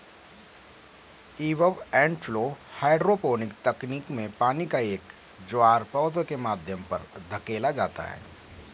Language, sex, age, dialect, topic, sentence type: Hindi, male, 31-35, Kanauji Braj Bhasha, agriculture, statement